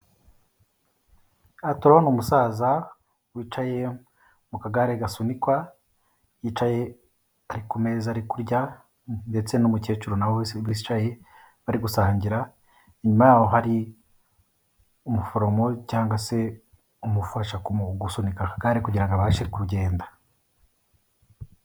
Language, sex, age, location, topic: Kinyarwanda, male, 36-49, Kigali, health